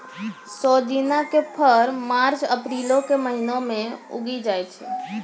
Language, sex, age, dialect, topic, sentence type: Maithili, female, 25-30, Angika, agriculture, statement